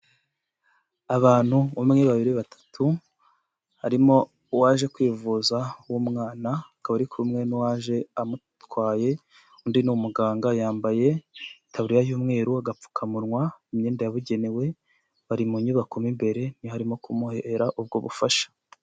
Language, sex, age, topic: Kinyarwanda, male, 25-35, health